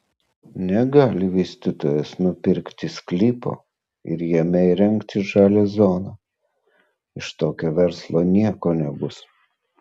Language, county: Lithuanian, Vilnius